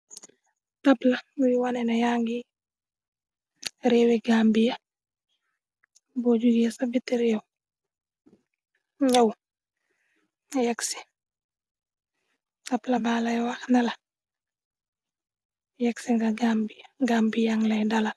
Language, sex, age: Wolof, female, 25-35